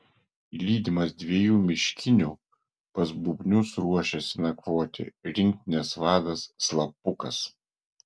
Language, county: Lithuanian, Vilnius